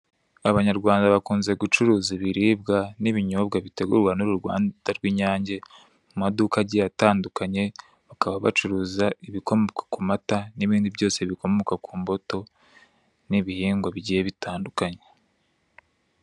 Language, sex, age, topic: Kinyarwanda, male, 18-24, finance